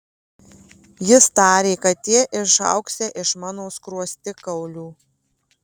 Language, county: Lithuanian, Marijampolė